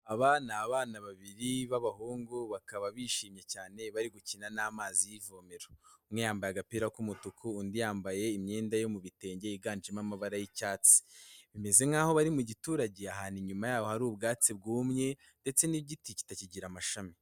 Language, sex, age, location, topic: Kinyarwanda, male, 18-24, Kigali, health